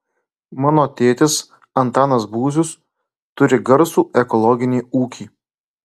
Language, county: Lithuanian, Klaipėda